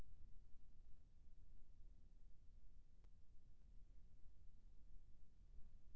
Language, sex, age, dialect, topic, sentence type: Chhattisgarhi, male, 56-60, Eastern, agriculture, question